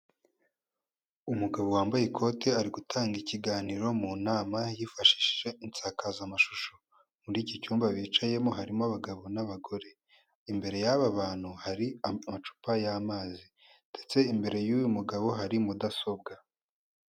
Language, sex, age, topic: Kinyarwanda, female, 18-24, government